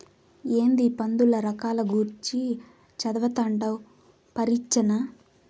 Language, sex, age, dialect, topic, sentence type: Telugu, female, 18-24, Southern, agriculture, statement